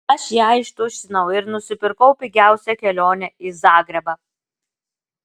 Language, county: Lithuanian, Klaipėda